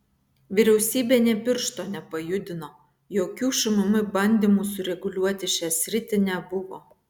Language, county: Lithuanian, Vilnius